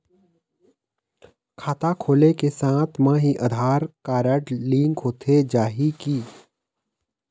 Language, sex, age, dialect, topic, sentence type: Chhattisgarhi, male, 31-35, Eastern, banking, question